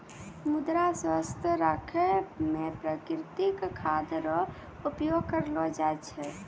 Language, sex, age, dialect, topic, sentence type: Maithili, female, 18-24, Angika, agriculture, statement